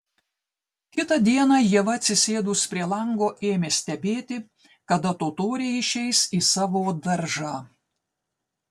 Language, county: Lithuanian, Telšiai